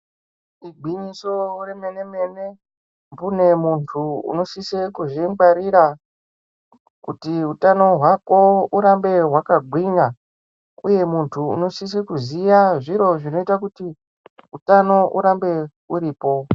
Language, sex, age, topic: Ndau, female, 25-35, health